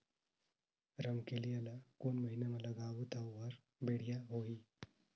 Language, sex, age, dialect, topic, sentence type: Chhattisgarhi, male, 18-24, Northern/Bhandar, agriculture, question